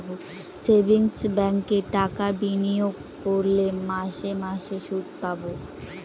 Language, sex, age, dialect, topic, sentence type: Bengali, female, 18-24, Northern/Varendri, banking, statement